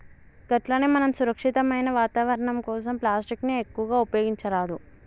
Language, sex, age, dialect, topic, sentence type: Telugu, male, 56-60, Telangana, agriculture, statement